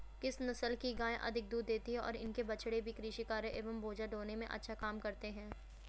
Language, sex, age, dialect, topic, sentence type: Hindi, female, 25-30, Hindustani Malvi Khadi Boli, agriculture, question